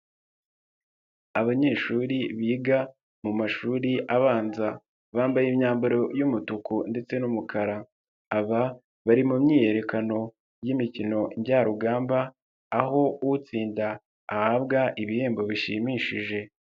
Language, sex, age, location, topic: Kinyarwanda, male, 25-35, Nyagatare, government